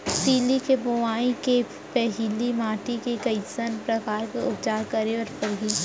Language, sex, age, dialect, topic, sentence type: Chhattisgarhi, male, 60-100, Central, agriculture, question